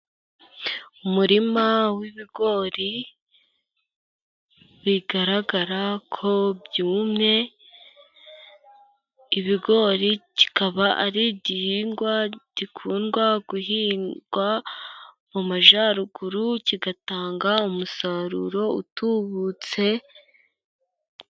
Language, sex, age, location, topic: Kinyarwanda, female, 18-24, Musanze, agriculture